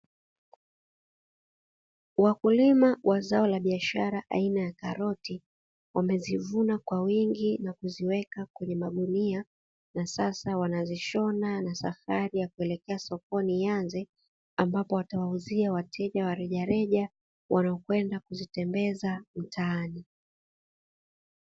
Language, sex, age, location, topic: Swahili, female, 36-49, Dar es Salaam, agriculture